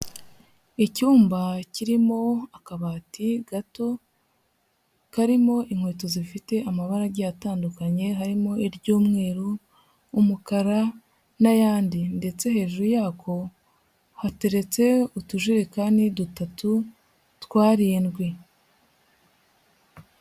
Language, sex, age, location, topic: Kinyarwanda, female, 36-49, Huye, education